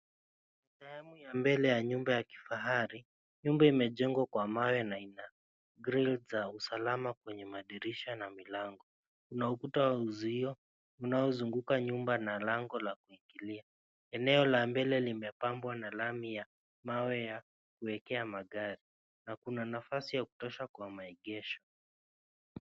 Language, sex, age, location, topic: Swahili, male, 25-35, Nairobi, finance